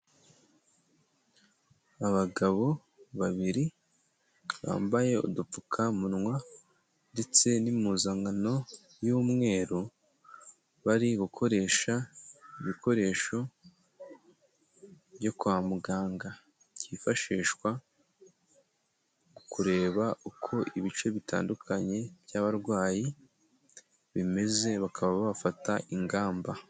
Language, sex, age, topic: Kinyarwanda, male, 18-24, health